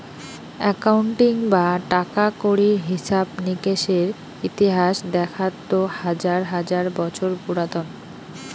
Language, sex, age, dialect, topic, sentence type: Bengali, female, 18-24, Rajbangshi, banking, statement